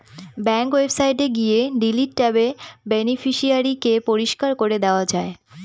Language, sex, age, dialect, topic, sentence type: Bengali, female, 18-24, Northern/Varendri, banking, statement